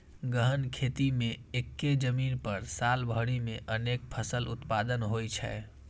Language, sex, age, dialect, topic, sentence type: Maithili, female, 31-35, Eastern / Thethi, agriculture, statement